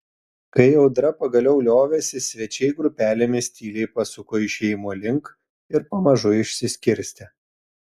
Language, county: Lithuanian, Telšiai